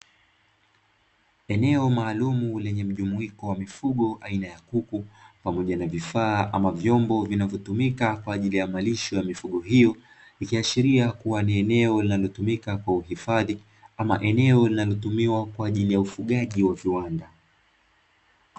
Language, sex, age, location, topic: Swahili, male, 25-35, Dar es Salaam, agriculture